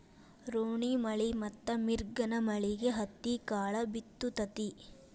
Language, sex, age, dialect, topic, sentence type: Kannada, female, 18-24, Dharwad Kannada, agriculture, statement